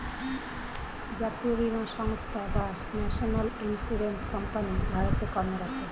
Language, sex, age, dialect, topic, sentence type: Bengali, female, 41-45, Standard Colloquial, banking, statement